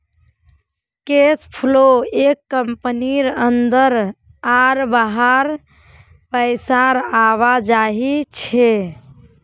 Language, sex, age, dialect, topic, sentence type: Magahi, female, 25-30, Northeastern/Surjapuri, banking, statement